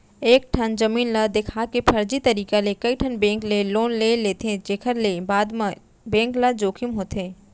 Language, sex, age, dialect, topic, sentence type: Chhattisgarhi, female, 31-35, Central, banking, statement